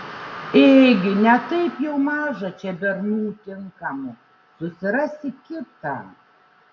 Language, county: Lithuanian, Šiauliai